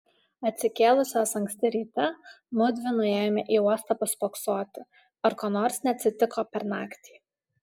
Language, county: Lithuanian, Alytus